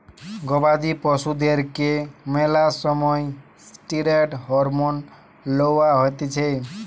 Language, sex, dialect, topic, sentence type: Bengali, male, Western, agriculture, statement